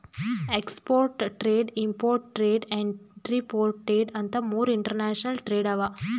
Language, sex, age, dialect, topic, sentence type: Kannada, female, 18-24, Northeastern, banking, statement